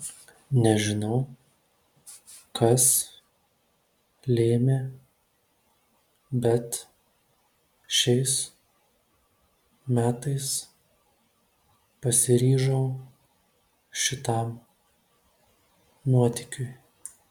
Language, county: Lithuanian, Telšiai